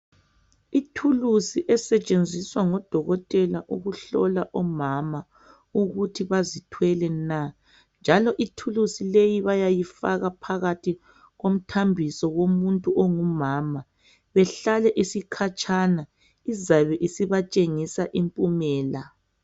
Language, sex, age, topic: North Ndebele, female, 18-24, health